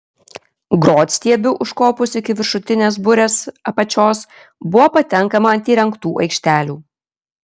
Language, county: Lithuanian, Kaunas